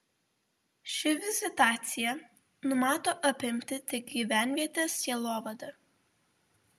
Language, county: Lithuanian, Vilnius